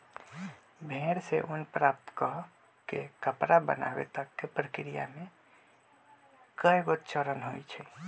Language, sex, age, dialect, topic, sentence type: Magahi, male, 25-30, Western, agriculture, statement